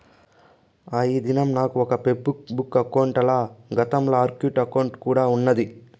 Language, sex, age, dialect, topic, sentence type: Telugu, female, 18-24, Southern, banking, statement